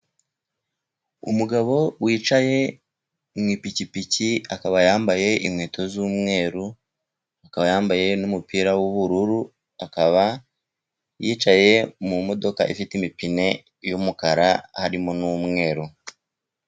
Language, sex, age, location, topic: Kinyarwanda, male, 36-49, Musanze, finance